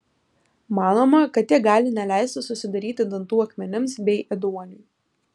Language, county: Lithuanian, Kaunas